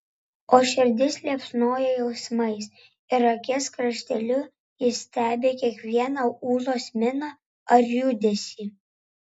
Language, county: Lithuanian, Vilnius